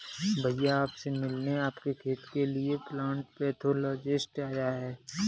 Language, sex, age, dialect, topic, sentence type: Hindi, male, 18-24, Kanauji Braj Bhasha, agriculture, statement